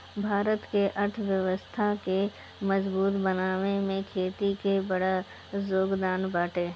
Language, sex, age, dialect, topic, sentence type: Bhojpuri, female, 25-30, Northern, agriculture, statement